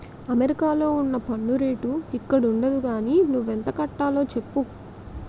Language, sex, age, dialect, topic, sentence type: Telugu, female, 18-24, Utterandhra, banking, statement